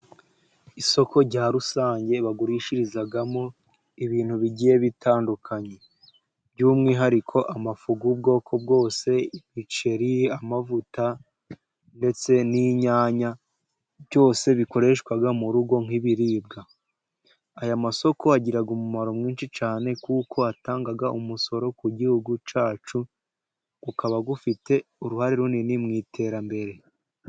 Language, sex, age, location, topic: Kinyarwanda, female, 50+, Musanze, finance